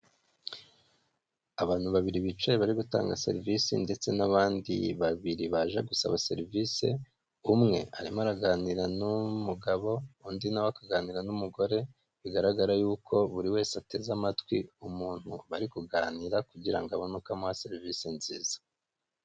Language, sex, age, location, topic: Kinyarwanda, male, 25-35, Kigali, finance